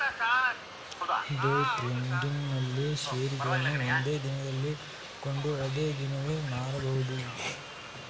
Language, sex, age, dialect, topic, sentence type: Kannada, male, 18-24, Mysore Kannada, banking, statement